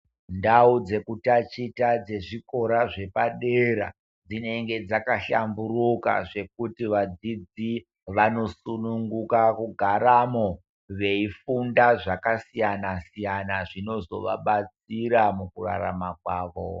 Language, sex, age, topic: Ndau, male, 36-49, education